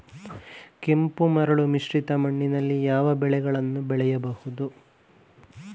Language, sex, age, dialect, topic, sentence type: Kannada, male, 18-24, Coastal/Dakshin, agriculture, question